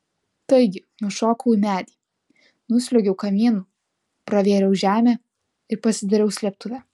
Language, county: Lithuanian, Alytus